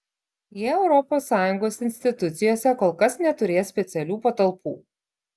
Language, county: Lithuanian, Klaipėda